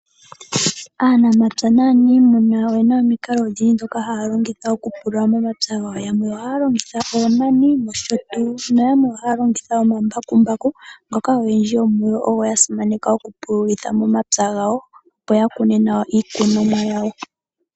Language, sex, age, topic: Oshiwambo, female, 18-24, agriculture